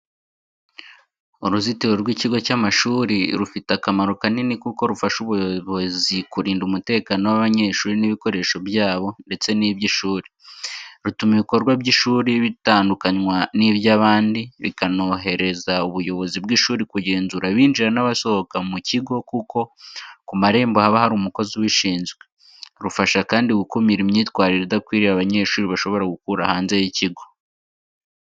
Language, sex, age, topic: Kinyarwanda, male, 18-24, education